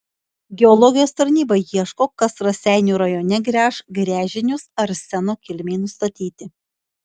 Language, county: Lithuanian, Šiauliai